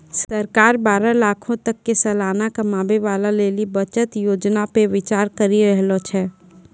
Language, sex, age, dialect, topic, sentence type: Maithili, female, 18-24, Angika, banking, statement